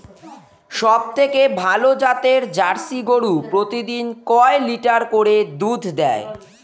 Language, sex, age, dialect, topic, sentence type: Bengali, female, 36-40, Standard Colloquial, agriculture, question